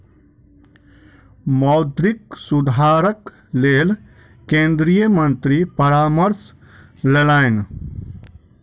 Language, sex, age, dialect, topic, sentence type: Maithili, male, 25-30, Southern/Standard, banking, statement